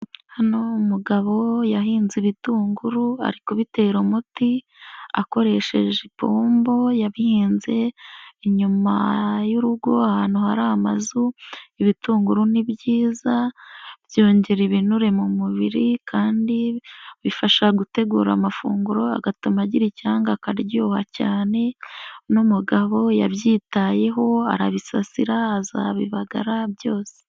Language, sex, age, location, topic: Kinyarwanda, female, 18-24, Nyagatare, agriculture